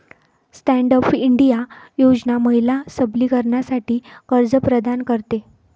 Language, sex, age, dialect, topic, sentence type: Marathi, female, 25-30, Varhadi, banking, statement